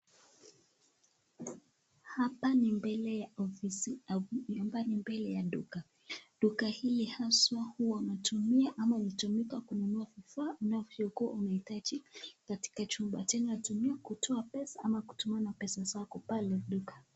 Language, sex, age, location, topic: Swahili, female, 25-35, Nakuru, finance